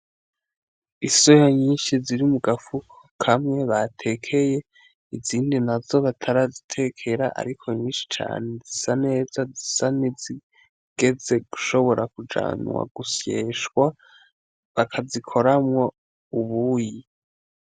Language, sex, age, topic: Rundi, male, 18-24, agriculture